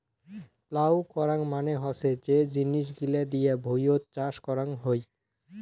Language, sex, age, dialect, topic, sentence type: Bengali, male, <18, Rajbangshi, agriculture, statement